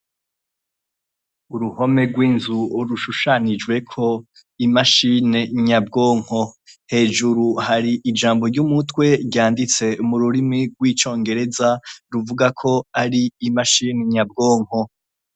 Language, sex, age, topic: Rundi, male, 25-35, education